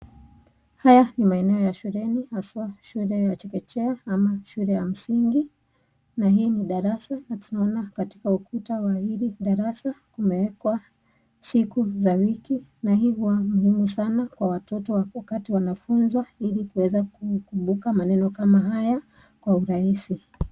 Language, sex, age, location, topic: Swahili, female, 25-35, Nakuru, education